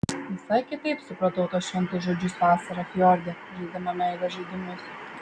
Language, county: Lithuanian, Vilnius